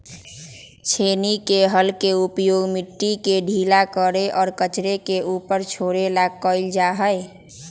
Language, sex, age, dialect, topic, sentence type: Magahi, female, 18-24, Western, agriculture, statement